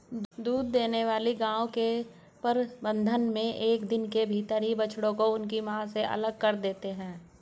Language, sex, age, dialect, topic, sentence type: Hindi, male, 56-60, Hindustani Malvi Khadi Boli, agriculture, statement